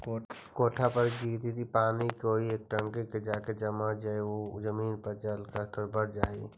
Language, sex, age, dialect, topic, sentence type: Magahi, male, 46-50, Central/Standard, agriculture, statement